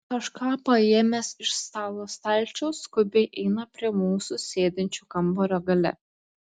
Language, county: Lithuanian, Klaipėda